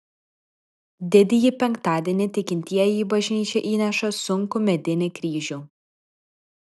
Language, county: Lithuanian, Vilnius